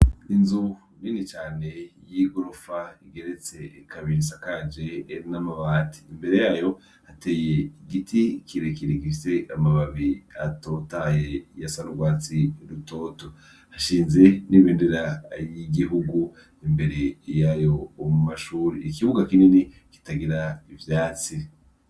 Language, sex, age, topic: Rundi, male, 25-35, education